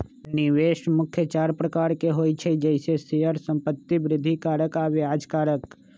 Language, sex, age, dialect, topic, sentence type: Magahi, male, 25-30, Western, banking, statement